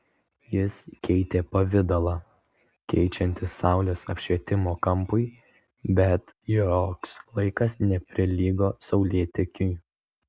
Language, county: Lithuanian, Vilnius